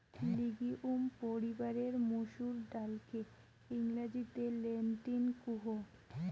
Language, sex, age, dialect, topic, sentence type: Bengali, female, 18-24, Rajbangshi, agriculture, statement